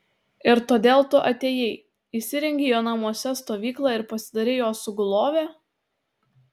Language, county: Lithuanian, Utena